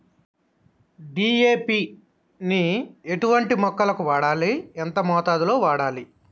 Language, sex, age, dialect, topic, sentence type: Telugu, male, 31-35, Telangana, agriculture, question